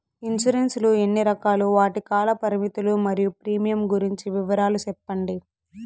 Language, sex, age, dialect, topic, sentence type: Telugu, female, 18-24, Southern, banking, question